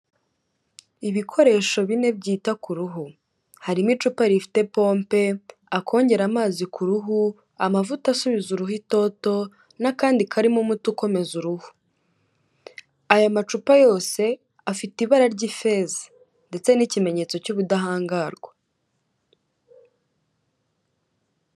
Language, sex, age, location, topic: Kinyarwanda, female, 18-24, Kigali, health